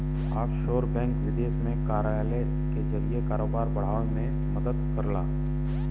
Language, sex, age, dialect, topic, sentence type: Bhojpuri, male, 36-40, Western, banking, statement